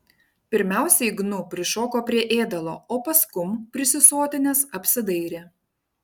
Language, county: Lithuanian, Panevėžys